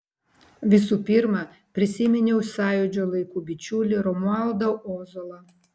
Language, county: Lithuanian, Vilnius